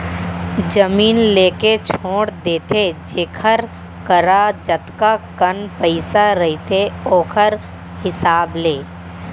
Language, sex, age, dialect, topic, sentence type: Chhattisgarhi, female, 18-24, Central, banking, statement